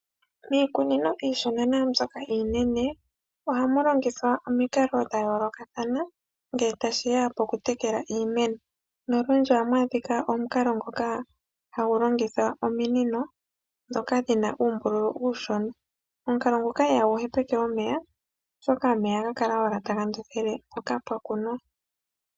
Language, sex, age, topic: Oshiwambo, male, 25-35, agriculture